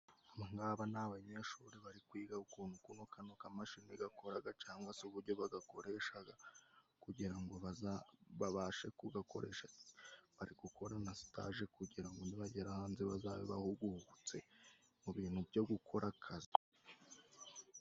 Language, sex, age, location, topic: Kinyarwanda, male, 18-24, Musanze, education